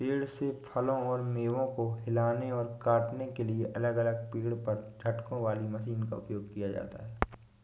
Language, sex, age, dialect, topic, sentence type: Hindi, male, 18-24, Awadhi Bundeli, agriculture, statement